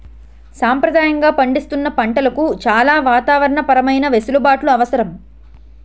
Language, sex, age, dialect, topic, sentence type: Telugu, female, 18-24, Utterandhra, agriculture, statement